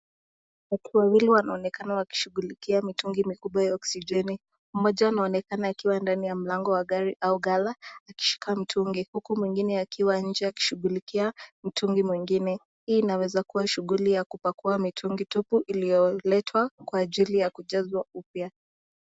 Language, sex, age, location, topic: Swahili, female, 18-24, Nakuru, health